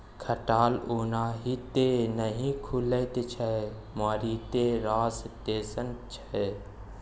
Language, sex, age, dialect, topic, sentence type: Maithili, male, 18-24, Bajjika, agriculture, statement